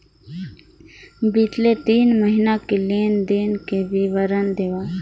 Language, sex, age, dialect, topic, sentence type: Chhattisgarhi, female, 25-30, Northern/Bhandar, banking, question